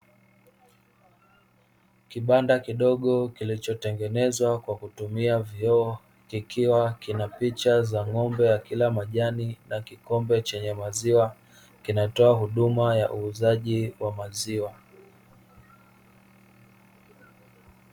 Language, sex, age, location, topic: Swahili, male, 25-35, Dar es Salaam, finance